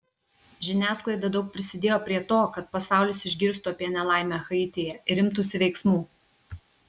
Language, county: Lithuanian, Kaunas